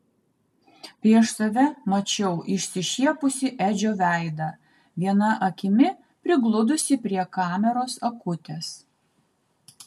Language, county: Lithuanian, Kaunas